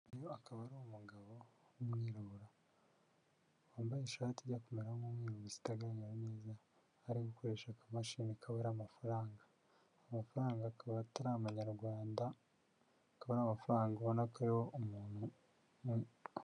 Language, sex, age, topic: Kinyarwanda, male, 25-35, finance